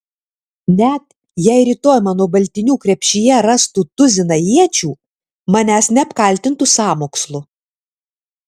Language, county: Lithuanian, Alytus